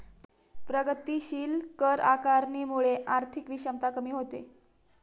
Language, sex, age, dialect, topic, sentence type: Marathi, female, 18-24, Standard Marathi, banking, statement